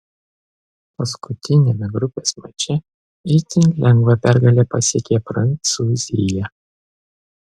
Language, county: Lithuanian, Vilnius